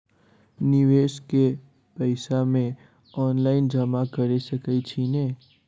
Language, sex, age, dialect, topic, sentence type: Maithili, male, 18-24, Southern/Standard, banking, question